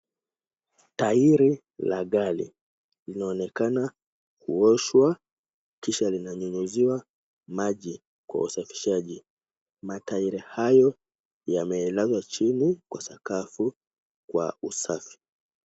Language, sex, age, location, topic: Swahili, male, 18-24, Kisumu, finance